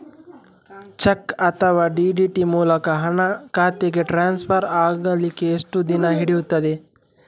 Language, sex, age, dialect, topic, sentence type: Kannada, male, 18-24, Coastal/Dakshin, banking, question